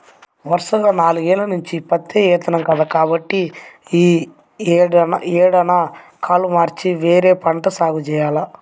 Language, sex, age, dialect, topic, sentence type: Telugu, male, 18-24, Central/Coastal, agriculture, statement